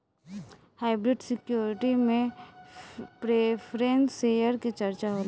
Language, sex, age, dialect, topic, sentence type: Bhojpuri, female, 18-24, Southern / Standard, banking, statement